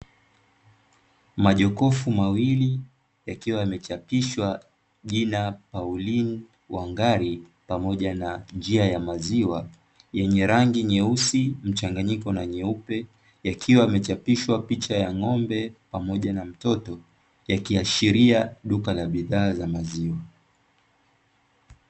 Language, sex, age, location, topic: Swahili, male, 18-24, Dar es Salaam, finance